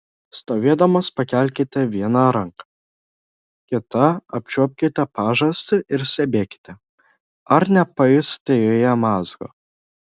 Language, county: Lithuanian, Šiauliai